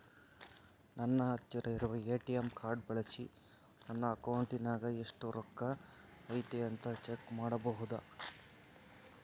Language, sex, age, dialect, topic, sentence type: Kannada, male, 51-55, Central, banking, question